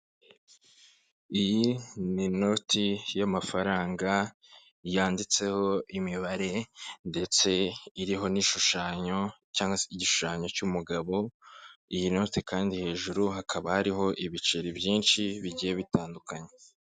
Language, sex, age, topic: Kinyarwanda, male, 25-35, finance